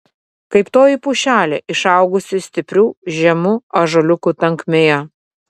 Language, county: Lithuanian, Vilnius